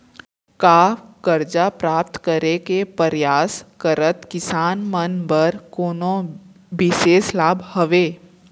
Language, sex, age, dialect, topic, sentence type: Chhattisgarhi, female, 18-24, Central, agriculture, statement